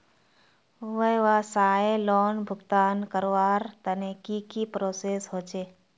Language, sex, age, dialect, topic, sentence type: Magahi, female, 18-24, Northeastern/Surjapuri, banking, question